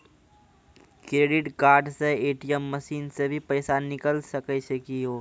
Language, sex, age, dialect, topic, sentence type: Maithili, male, 46-50, Angika, banking, question